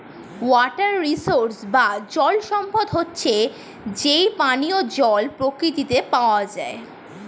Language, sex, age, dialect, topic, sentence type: Bengali, female, 36-40, Standard Colloquial, agriculture, statement